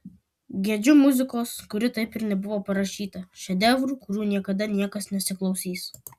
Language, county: Lithuanian, Kaunas